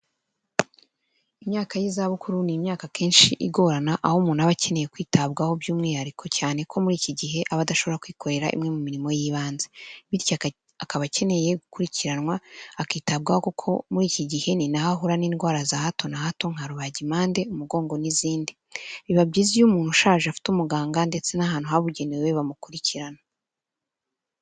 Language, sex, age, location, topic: Kinyarwanda, female, 18-24, Kigali, health